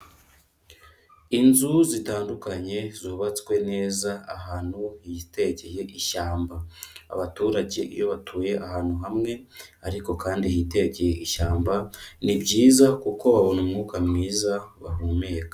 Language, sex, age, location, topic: Kinyarwanda, female, 25-35, Kigali, agriculture